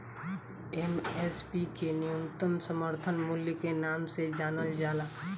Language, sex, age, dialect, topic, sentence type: Bhojpuri, female, 18-24, Southern / Standard, agriculture, statement